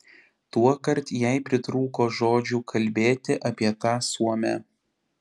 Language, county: Lithuanian, Panevėžys